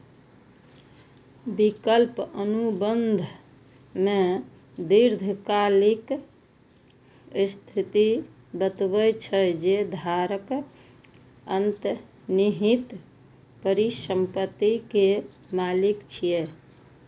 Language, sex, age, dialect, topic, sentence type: Maithili, female, 51-55, Eastern / Thethi, banking, statement